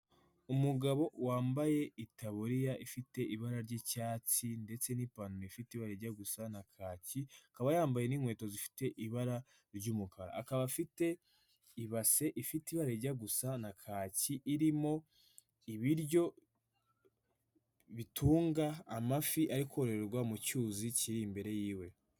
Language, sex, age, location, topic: Kinyarwanda, male, 18-24, Nyagatare, agriculture